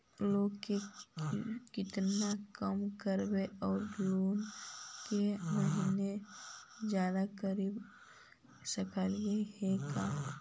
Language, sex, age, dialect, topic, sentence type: Magahi, female, 60-100, Central/Standard, banking, question